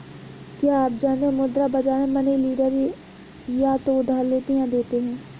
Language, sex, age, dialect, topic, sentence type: Hindi, female, 60-100, Awadhi Bundeli, banking, statement